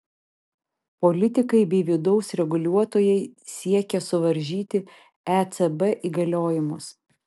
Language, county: Lithuanian, Vilnius